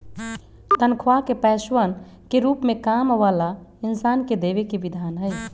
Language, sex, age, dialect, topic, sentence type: Magahi, female, 36-40, Western, banking, statement